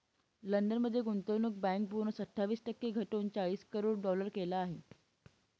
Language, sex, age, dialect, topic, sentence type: Marathi, female, 18-24, Northern Konkan, banking, statement